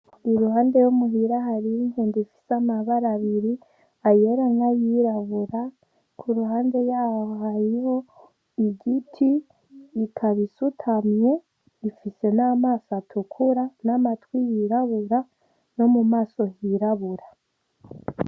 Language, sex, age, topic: Rundi, female, 18-24, agriculture